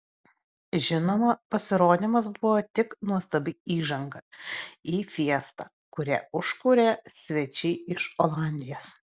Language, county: Lithuanian, Utena